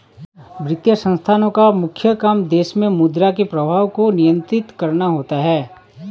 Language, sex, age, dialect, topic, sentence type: Hindi, male, 31-35, Awadhi Bundeli, banking, statement